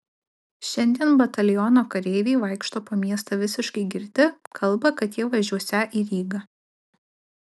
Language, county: Lithuanian, Alytus